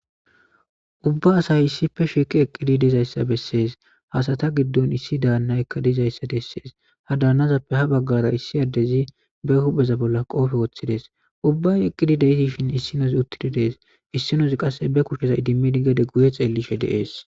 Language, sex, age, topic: Gamo, male, 25-35, government